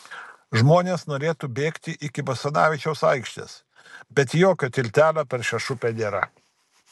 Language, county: Lithuanian, Kaunas